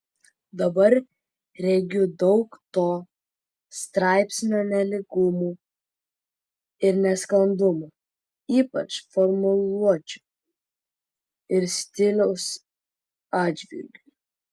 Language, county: Lithuanian, Vilnius